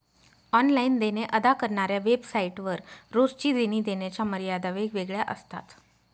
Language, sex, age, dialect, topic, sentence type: Marathi, female, 36-40, Northern Konkan, banking, statement